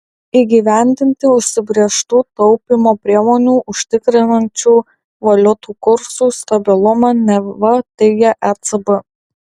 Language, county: Lithuanian, Alytus